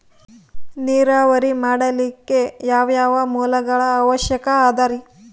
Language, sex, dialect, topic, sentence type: Kannada, female, Central, agriculture, question